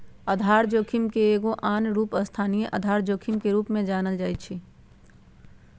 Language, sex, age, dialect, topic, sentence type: Magahi, female, 51-55, Western, banking, statement